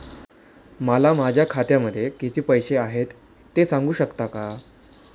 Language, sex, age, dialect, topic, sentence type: Marathi, male, 18-24, Standard Marathi, banking, question